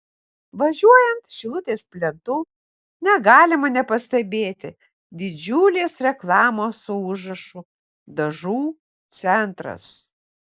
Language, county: Lithuanian, Kaunas